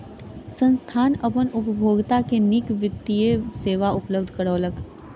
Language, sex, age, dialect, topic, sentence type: Maithili, female, 41-45, Southern/Standard, banking, statement